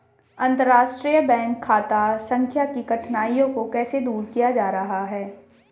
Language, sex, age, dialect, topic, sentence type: Hindi, female, 18-24, Hindustani Malvi Khadi Boli, banking, statement